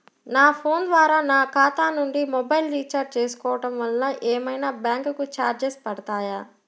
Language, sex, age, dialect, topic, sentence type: Telugu, female, 60-100, Central/Coastal, banking, question